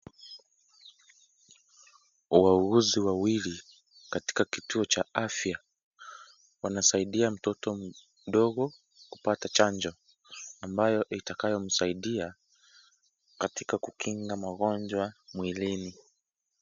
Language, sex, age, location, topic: Swahili, male, 25-35, Kisii, health